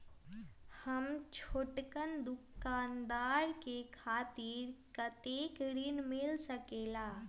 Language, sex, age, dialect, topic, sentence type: Magahi, female, 18-24, Western, banking, question